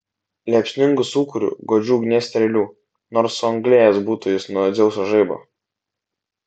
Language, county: Lithuanian, Vilnius